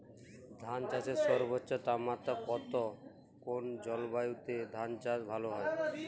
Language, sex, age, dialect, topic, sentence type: Bengali, male, 18-24, Jharkhandi, agriculture, question